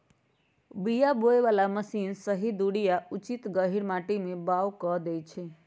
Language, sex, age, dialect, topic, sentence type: Magahi, female, 56-60, Western, agriculture, statement